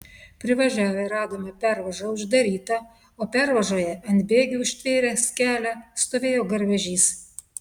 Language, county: Lithuanian, Telšiai